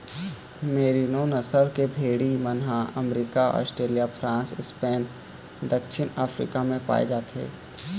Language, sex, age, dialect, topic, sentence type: Chhattisgarhi, male, 18-24, Eastern, agriculture, statement